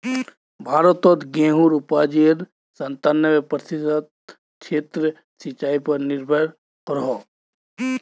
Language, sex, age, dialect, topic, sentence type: Magahi, male, 25-30, Northeastern/Surjapuri, agriculture, statement